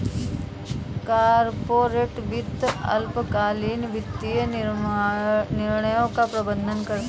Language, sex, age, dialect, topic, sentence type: Hindi, female, 18-24, Awadhi Bundeli, banking, statement